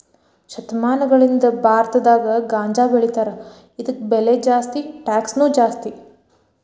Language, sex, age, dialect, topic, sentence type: Kannada, female, 18-24, Dharwad Kannada, agriculture, statement